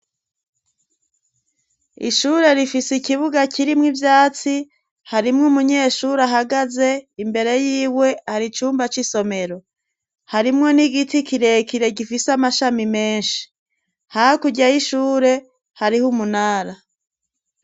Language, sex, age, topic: Rundi, female, 36-49, education